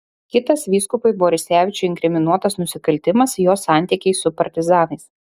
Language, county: Lithuanian, Šiauliai